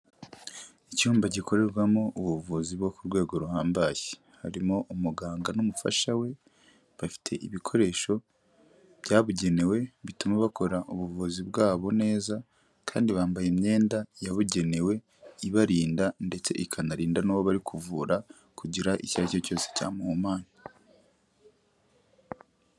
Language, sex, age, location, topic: Kinyarwanda, male, 25-35, Kigali, health